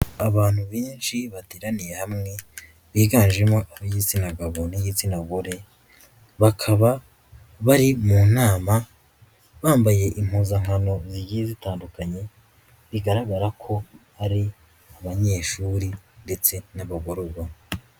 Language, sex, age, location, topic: Kinyarwanda, female, 18-24, Nyagatare, education